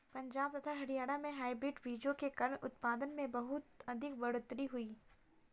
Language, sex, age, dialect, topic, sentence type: Hindi, female, 25-30, Kanauji Braj Bhasha, banking, statement